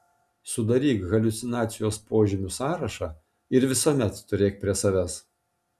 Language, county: Lithuanian, Panevėžys